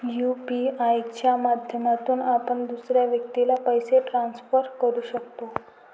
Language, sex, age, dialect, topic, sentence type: Marathi, female, 18-24, Varhadi, banking, statement